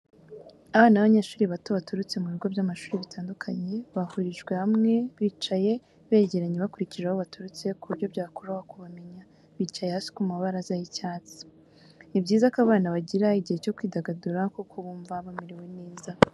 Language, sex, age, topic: Kinyarwanda, female, 18-24, education